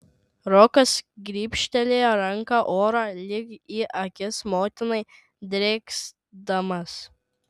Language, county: Lithuanian, Šiauliai